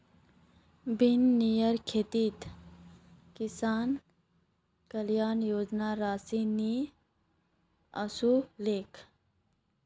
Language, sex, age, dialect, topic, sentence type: Magahi, female, 18-24, Northeastern/Surjapuri, agriculture, statement